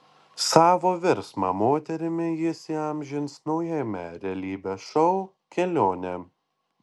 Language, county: Lithuanian, Panevėžys